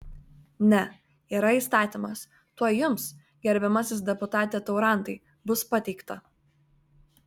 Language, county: Lithuanian, Vilnius